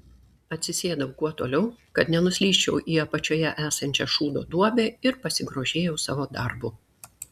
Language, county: Lithuanian, Klaipėda